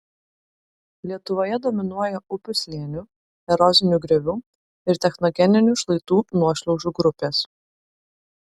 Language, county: Lithuanian, Vilnius